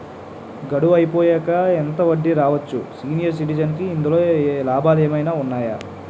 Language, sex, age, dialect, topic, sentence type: Telugu, male, 18-24, Utterandhra, banking, question